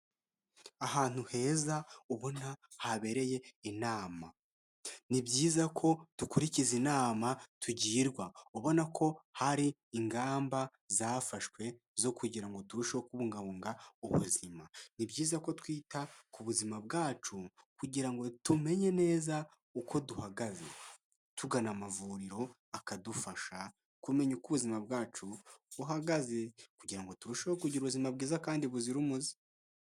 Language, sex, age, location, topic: Kinyarwanda, male, 18-24, Kigali, health